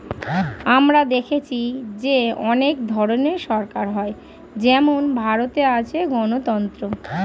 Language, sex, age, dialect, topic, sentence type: Bengali, female, 31-35, Standard Colloquial, banking, statement